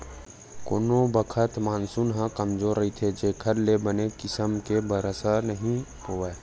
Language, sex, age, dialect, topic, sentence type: Chhattisgarhi, male, 25-30, Western/Budati/Khatahi, agriculture, statement